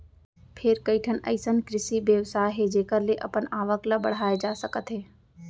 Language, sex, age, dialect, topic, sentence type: Chhattisgarhi, female, 18-24, Central, agriculture, statement